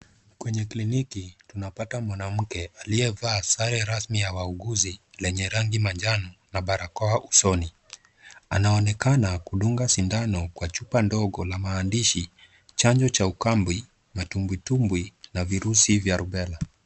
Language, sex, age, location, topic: Swahili, male, 18-24, Kisumu, health